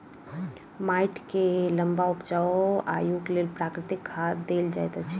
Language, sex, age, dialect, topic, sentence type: Maithili, female, 25-30, Southern/Standard, agriculture, statement